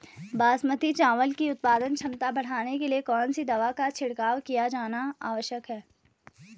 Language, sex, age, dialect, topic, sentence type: Hindi, female, 25-30, Garhwali, agriculture, question